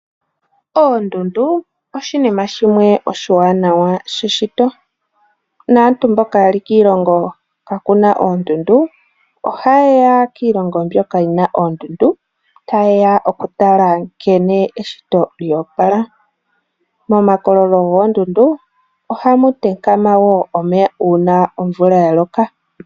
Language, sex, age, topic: Oshiwambo, male, 18-24, agriculture